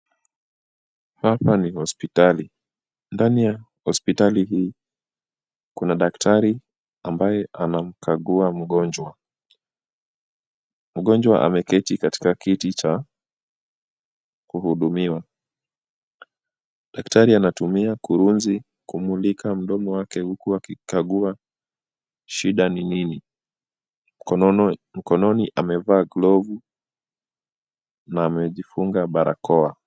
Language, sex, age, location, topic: Swahili, male, 25-35, Kisumu, health